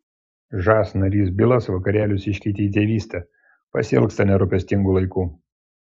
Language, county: Lithuanian, Klaipėda